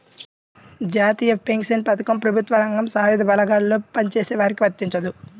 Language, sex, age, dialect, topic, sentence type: Telugu, male, 18-24, Central/Coastal, banking, statement